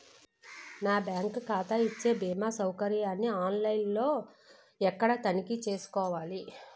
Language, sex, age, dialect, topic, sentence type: Telugu, female, 36-40, Utterandhra, banking, question